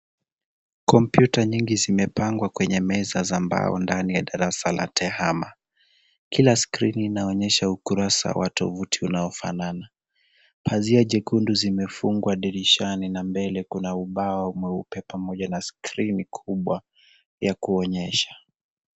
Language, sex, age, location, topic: Swahili, male, 25-35, Nairobi, education